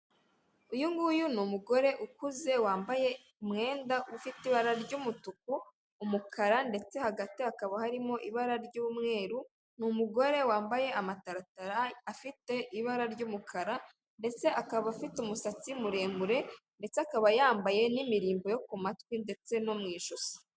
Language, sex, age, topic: Kinyarwanda, female, 18-24, government